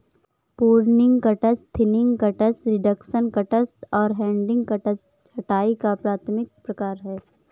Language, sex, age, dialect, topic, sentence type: Hindi, female, 51-55, Awadhi Bundeli, agriculture, statement